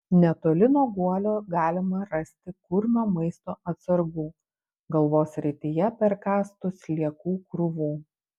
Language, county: Lithuanian, Panevėžys